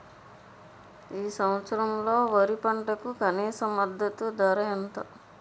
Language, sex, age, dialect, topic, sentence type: Telugu, female, 41-45, Utterandhra, agriculture, question